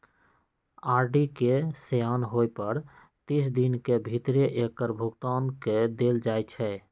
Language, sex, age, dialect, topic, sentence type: Magahi, male, 25-30, Western, banking, statement